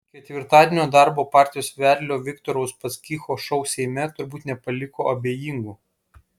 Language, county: Lithuanian, Kaunas